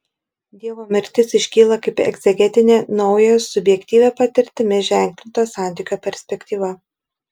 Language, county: Lithuanian, Šiauliai